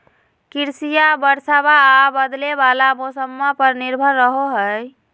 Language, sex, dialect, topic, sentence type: Magahi, female, Southern, agriculture, statement